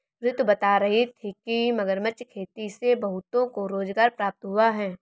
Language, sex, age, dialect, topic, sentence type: Hindi, female, 18-24, Marwari Dhudhari, agriculture, statement